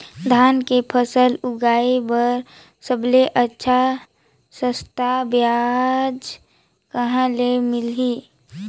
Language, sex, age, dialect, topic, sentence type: Chhattisgarhi, male, 18-24, Northern/Bhandar, agriculture, question